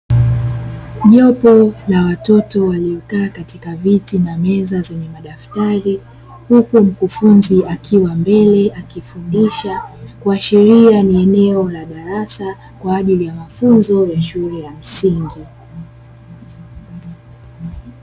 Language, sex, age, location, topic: Swahili, female, 18-24, Dar es Salaam, education